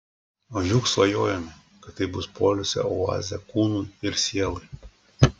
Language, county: Lithuanian, Klaipėda